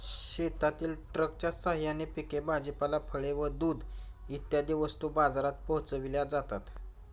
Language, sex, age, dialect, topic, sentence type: Marathi, male, 60-100, Standard Marathi, agriculture, statement